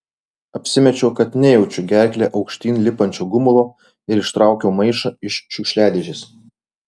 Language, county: Lithuanian, Klaipėda